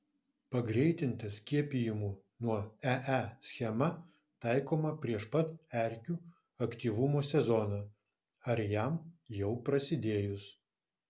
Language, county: Lithuanian, Vilnius